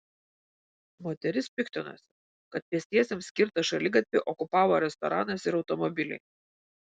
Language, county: Lithuanian, Vilnius